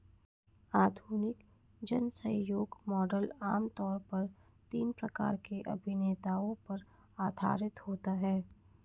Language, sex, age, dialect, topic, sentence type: Hindi, female, 56-60, Marwari Dhudhari, banking, statement